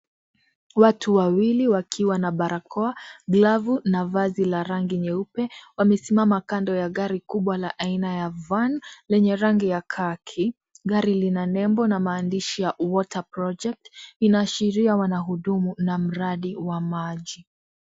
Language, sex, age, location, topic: Swahili, female, 18-24, Kisii, health